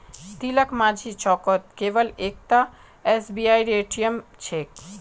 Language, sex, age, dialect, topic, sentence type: Magahi, male, 18-24, Northeastern/Surjapuri, banking, statement